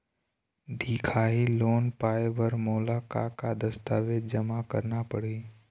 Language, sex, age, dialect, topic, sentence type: Chhattisgarhi, male, 18-24, Eastern, banking, question